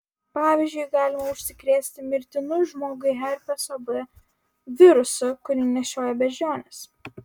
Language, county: Lithuanian, Vilnius